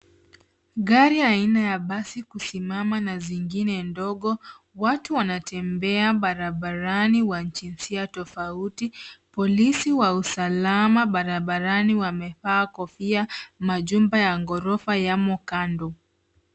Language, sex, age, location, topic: Swahili, female, 25-35, Nairobi, government